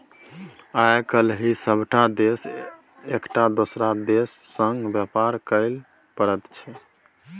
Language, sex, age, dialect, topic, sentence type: Maithili, male, 18-24, Bajjika, banking, statement